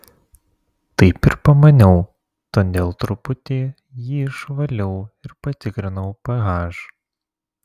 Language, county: Lithuanian, Vilnius